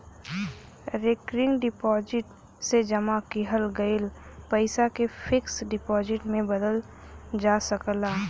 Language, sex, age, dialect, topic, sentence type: Bhojpuri, female, 25-30, Western, banking, statement